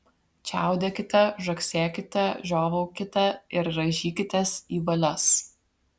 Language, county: Lithuanian, Vilnius